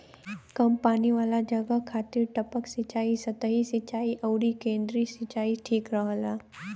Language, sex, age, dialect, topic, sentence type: Bhojpuri, female, 18-24, Western, agriculture, statement